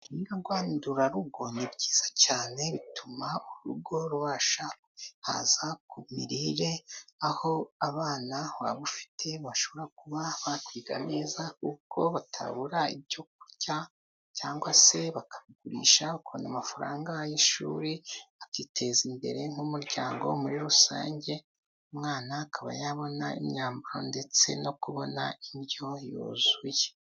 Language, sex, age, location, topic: Kinyarwanda, male, 25-35, Musanze, agriculture